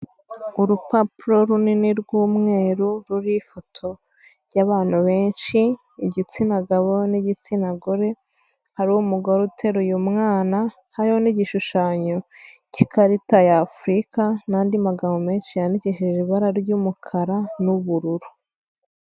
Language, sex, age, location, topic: Kinyarwanda, female, 25-35, Huye, health